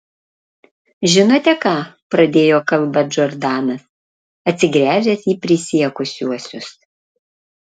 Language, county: Lithuanian, Panevėžys